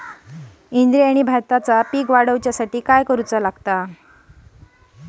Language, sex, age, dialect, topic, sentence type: Marathi, female, 25-30, Standard Marathi, agriculture, question